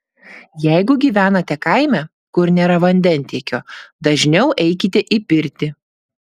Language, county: Lithuanian, Klaipėda